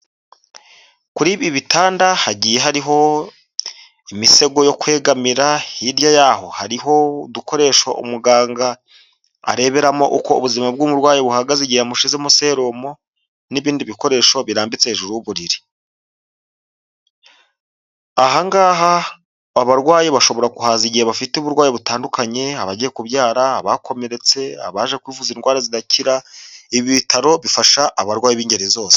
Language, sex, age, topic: Kinyarwanda, male, 25-35, health